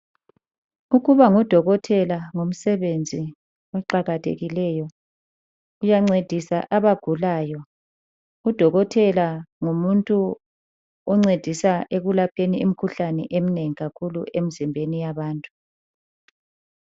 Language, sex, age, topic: North Ndebele, female, 18-24, health